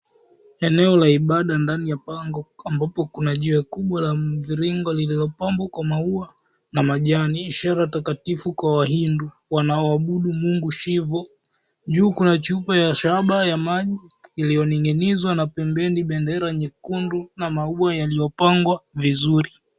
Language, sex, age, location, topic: Swahili, male, 18-24, Mombasa, government